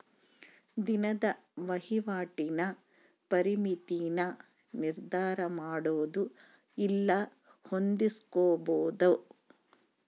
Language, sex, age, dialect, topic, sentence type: Kannada, female, 25-30, Central, banking, statement